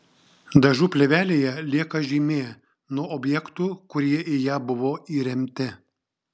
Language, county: Lithuanian, Šiauliai